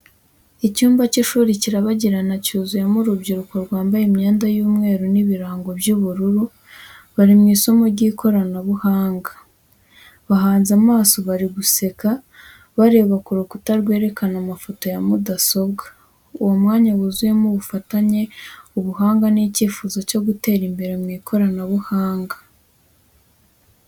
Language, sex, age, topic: Kinyarwanda, female, 18-24, education